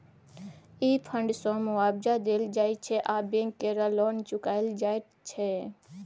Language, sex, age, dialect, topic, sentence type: Maithili, female, 25-30, Bajjika, banking, statement